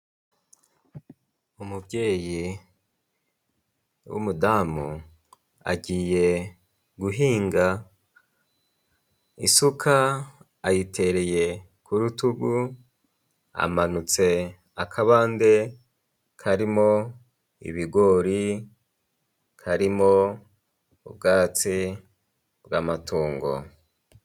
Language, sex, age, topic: Kinyarwanda, male, 36-49, agriculture